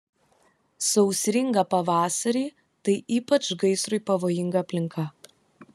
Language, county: Lithuanian, Kaunas